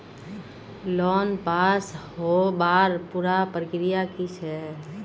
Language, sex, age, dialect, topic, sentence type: Magahi, female, 36-40, Northeastern/Surjapuri, banking, question